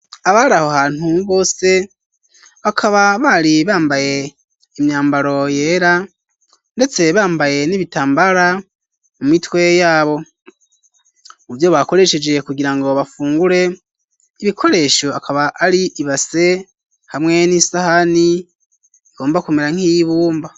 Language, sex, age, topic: Rundi, male, 25-35, education